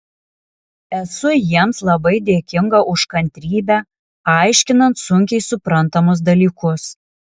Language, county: Lithuanian, Alytus